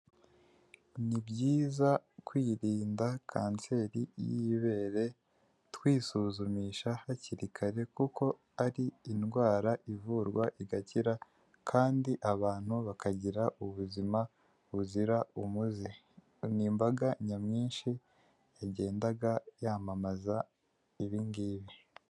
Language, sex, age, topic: Kinyarwanda, male, 18-24, health